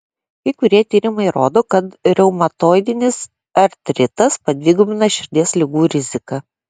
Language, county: Lithuanian, Klaipėda